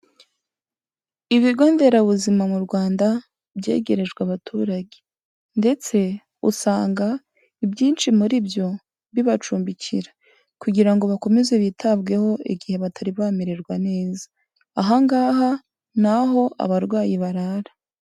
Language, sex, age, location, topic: Kinyarwanda, female, 18-24, Kigali, health